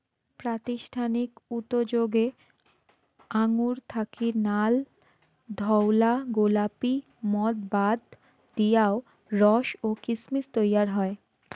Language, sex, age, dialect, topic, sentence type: Bengali, female, 18-24, Rajbangshi, agriculture, statement